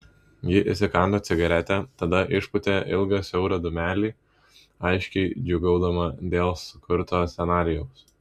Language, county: Lithuanian, Vilnius